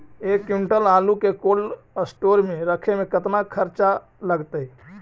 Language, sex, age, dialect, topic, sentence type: Magahi, male, 25-30, Central/Standard, agriculture, question